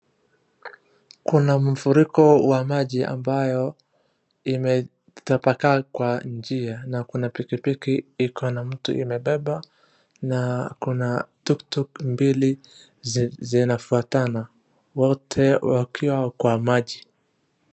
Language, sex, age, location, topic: Swahili, male, 25-35, Wajir, health